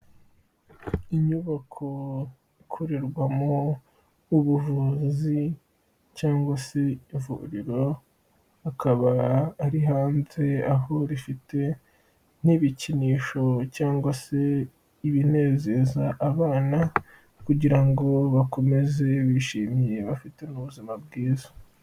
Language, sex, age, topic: Kinyarwanda, male, 18-24, health